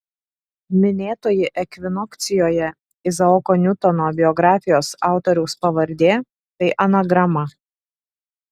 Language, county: Lithuanian, Šiauliai